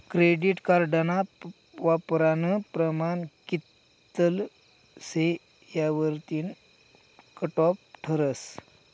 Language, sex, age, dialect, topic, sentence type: Marathi, male, 51-55, Northern Konkan, banking, statement